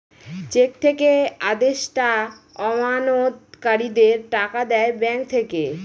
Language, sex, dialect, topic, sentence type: Bengali, female, Northern/Varendri, banking, statement